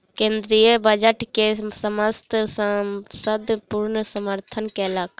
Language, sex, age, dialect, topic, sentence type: Maithili, female, 25-30, Southern/Standard, banking, statement